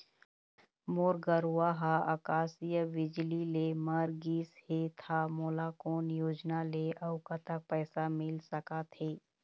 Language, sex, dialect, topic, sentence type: Chhattisgarhi, female, Eastern, banking, question